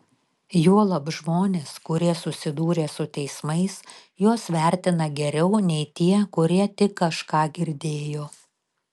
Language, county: Lithuanian, Telšiai